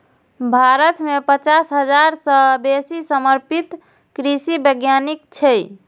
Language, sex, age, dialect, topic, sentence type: Maithili, female, 25-30, Eastern / Thethi, agriculture, statement